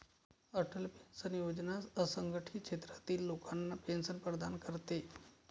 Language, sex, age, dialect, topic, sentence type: Marathi, male, 31-35, Varhadi, banking, statement